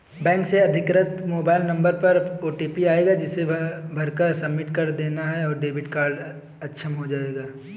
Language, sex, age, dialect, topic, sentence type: Hindi, male, 18-24, Kanauji Braj Bhasha, banking, statement